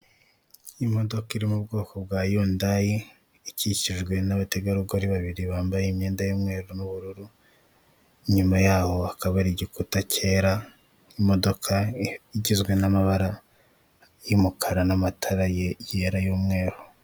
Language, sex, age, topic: Kinyarwanda, female, 18-24, finance